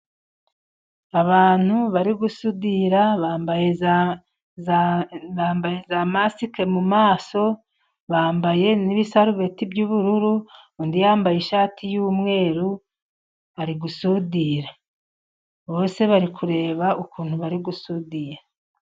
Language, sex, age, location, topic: Kinyarwanda, male, 50+, Musanze, education